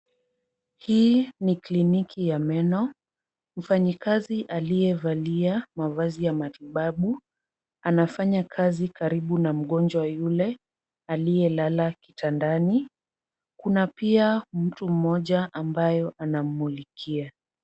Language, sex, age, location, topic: Swahili, female, 36-49, Kisumu, health